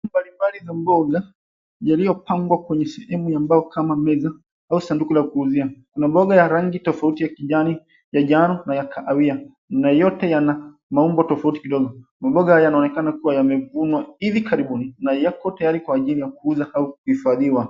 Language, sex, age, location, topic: Swahili, male, 25-35, Mombasa, finance